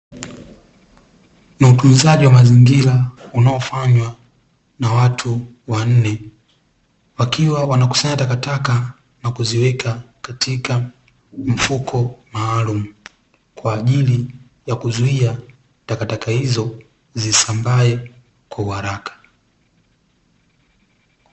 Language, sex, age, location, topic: Swahili, male, 18-24, Dar es Salaam, government